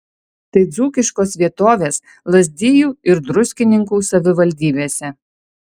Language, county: Lithuanian, Alytus